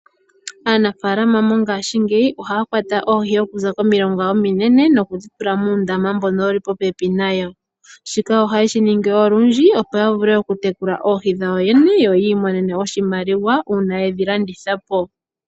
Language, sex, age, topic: Oshiwambo, female, 18-24, agriculture